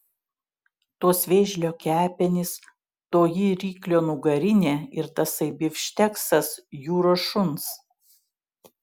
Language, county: Lithuanian, Šiauliai